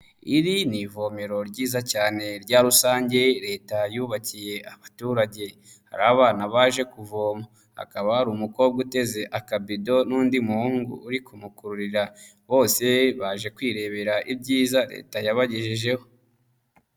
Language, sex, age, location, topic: Kinyarwanda, male, 25-35, Huye, health